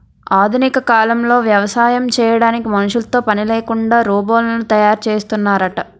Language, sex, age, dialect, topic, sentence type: Telugu, female, 18-24, Utterandhra, agriculture, statement